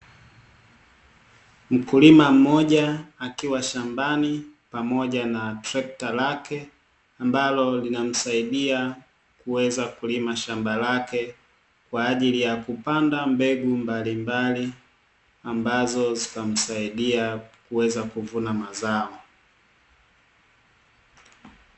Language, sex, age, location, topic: Swahili, male, 25-35, Dar es Salaam, agriculture